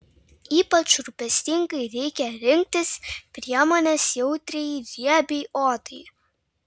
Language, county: Lithuanian, Vilnius